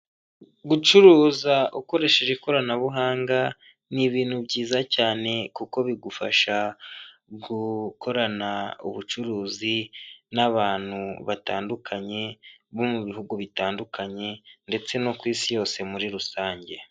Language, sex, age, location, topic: Kinyarwanda, male, 25-35, Huye, finance